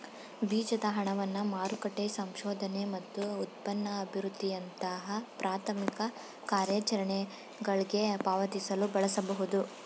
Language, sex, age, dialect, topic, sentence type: Kannada, female, 18-24, Mysore Kannada, banking, statement